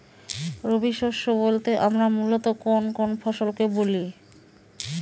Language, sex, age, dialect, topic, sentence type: Bengali, female, 31-35, Northern/Varendri, agriculture, question